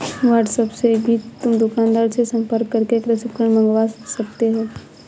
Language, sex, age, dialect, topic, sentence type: Hindi, female, 25-30, Marwari Dhudhari, agriculture, statement